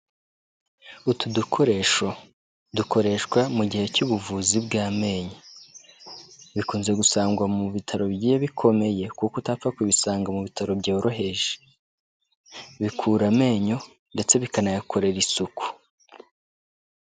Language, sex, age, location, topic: Kinyarwanda, male, 18-24, Kigali, health